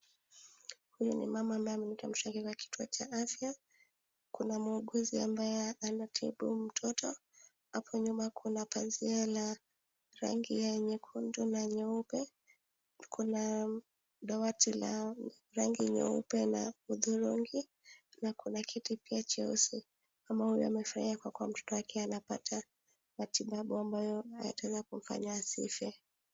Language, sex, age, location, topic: Swahili, female, 18-24, Nakuru, health